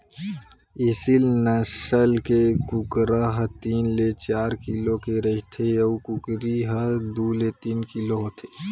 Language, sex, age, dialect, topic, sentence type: Chhattisgarhi, male, 18-24, Western/Budati/Khatahi, agriculture, statement